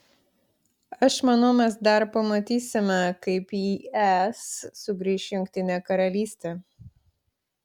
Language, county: Lithuanian, Klaipėda